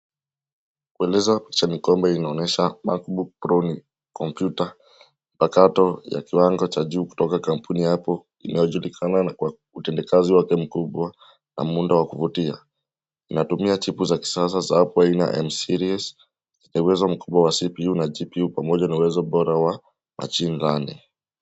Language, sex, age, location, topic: Swahili, male, 18-24, Nairobi, education